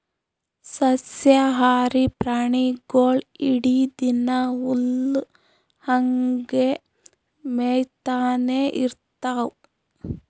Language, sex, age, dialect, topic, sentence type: Kannada, female, 31-35, Northeastern, agriculture, statement